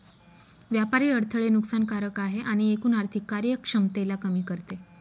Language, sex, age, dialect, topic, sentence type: Marathi, female, 25-30, Northern Konkan, banking, statement